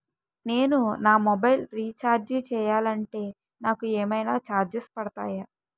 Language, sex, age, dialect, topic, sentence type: Telugu, female, 25-30, Utterandhra, banking, question